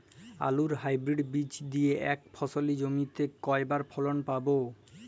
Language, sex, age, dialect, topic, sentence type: Bengali, male, 18-24, Jharkhandi, agriculture, question